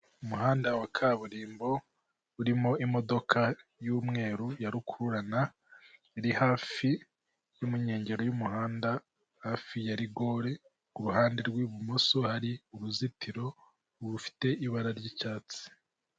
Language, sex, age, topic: Kinyarwanda, male, 18-24, government